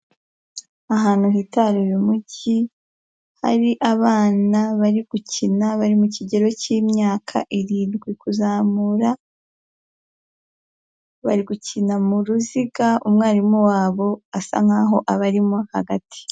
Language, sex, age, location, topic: Kinyarwanda, female, 18-24, Huye, education